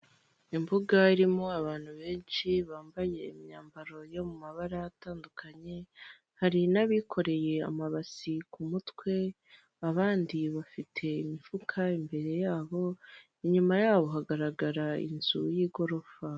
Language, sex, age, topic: Kinyarwanda, female, 25-35, finance